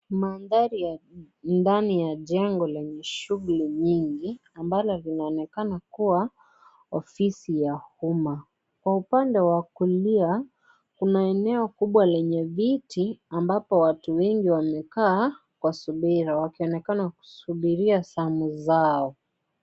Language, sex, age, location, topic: Swahili, female, 25-35, Kisii, government